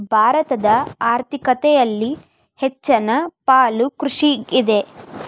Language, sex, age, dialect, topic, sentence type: Kannada, female, 25-30, Dharwad Kannada, agriculture, statement